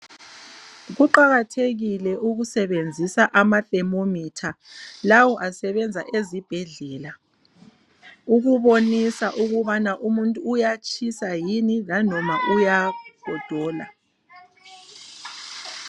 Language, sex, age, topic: North Ndebele, female, 36-49, health